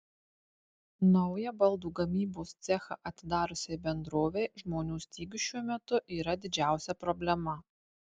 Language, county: Lithuanian, Tauragė